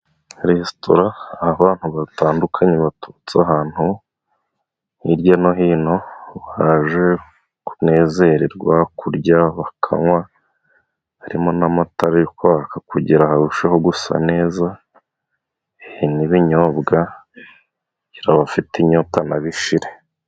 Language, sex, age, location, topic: Kinyarwanda, male, 25-35, Musanze, finance